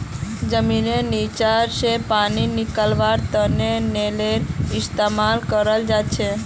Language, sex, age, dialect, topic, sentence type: Magahi, male, 18-24, Northeastern/Surjapuri, agriculture, statement